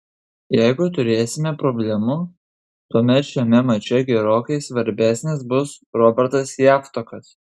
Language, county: Lithuanian, Kaunas